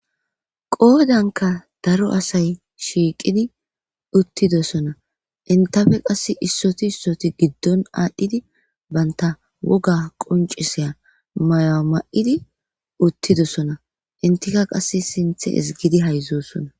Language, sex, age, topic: Gamo, female, 25-35, government